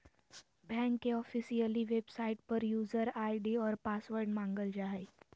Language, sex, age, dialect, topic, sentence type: Magahi, female, 25-30, Southern, banking, statement